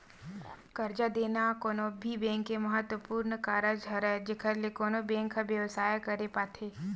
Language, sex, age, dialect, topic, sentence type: Chhattisgarhi, female, 60-100, Western/Budati/Khatahi, banking, statement